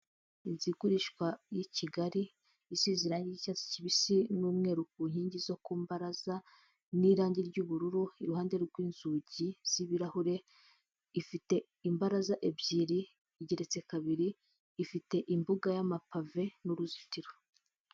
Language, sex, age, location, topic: Kinyarwanda, female, 25-35, Huye, finance